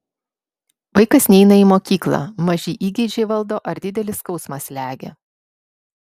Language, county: Lithuanian, Vilnius